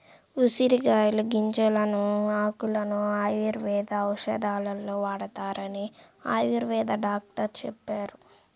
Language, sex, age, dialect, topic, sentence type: Telugu, female, 18-24, Central/Coastal, agriculture, statement